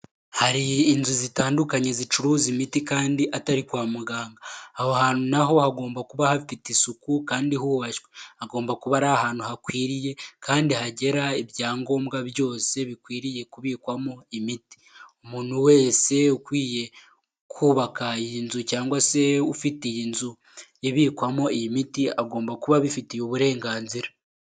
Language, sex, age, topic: Kinyarwanda, male, 18-24, health